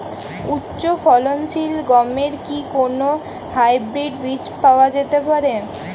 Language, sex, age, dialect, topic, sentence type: Bengali, female, 18-24, Jharkhandi, agriculture, question